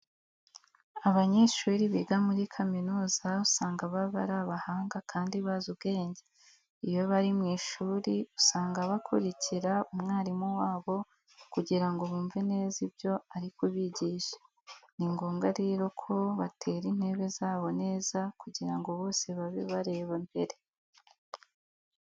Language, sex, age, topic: Kinyarwanda, female, 18-24, education